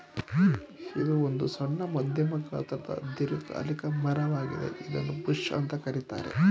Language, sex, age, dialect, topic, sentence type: Kannada, male, 25-30, Mysore Kannada, agriculture, statement